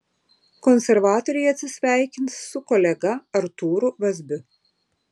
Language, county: Lithuanian, Vilnius